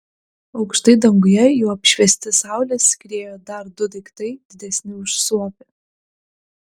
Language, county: Lithuanian, Klaipėda